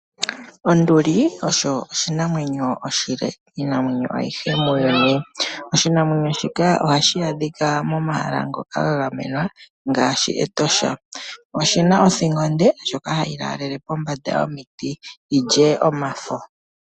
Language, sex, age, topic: Oshiwambo, male, 36-49, agriculture